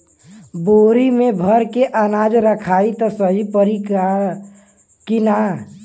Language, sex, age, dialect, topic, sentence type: Bhojpuri, male, 18-24, Western, agriculture, question